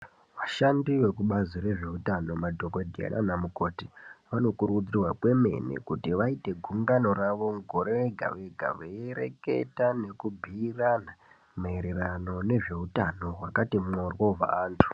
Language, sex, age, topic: Ndau, male, 18-24, health